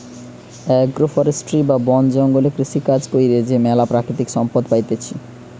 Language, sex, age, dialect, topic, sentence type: Bengali, male, 31-35, Western, agriculture, statement